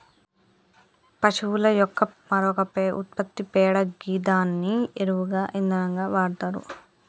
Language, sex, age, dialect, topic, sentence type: Telugu, female, 25-30, Telangana, agriculture, statement